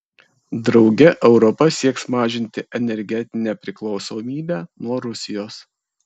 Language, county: Lithuanian, Kaunas